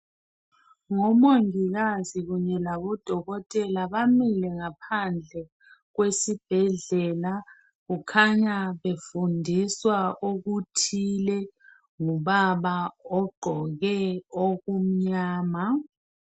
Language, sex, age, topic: North Ndebele, female, 36-49, health